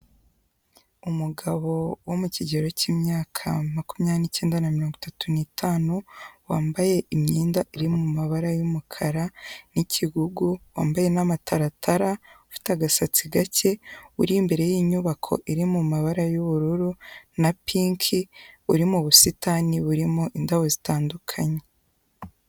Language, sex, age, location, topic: Kinyarwanda, female, 18-24, Kigali, health